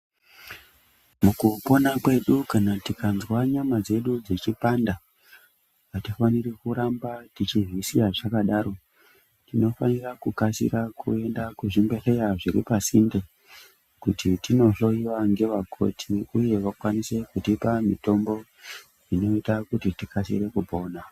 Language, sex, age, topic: Ndau, male, 18-24, health